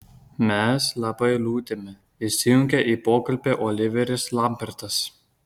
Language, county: Lithuanian, Kaunas